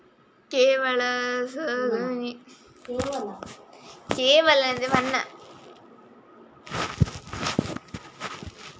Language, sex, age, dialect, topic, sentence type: Kannada, male, 46-50, Coastal/Dakshin, agriculture, question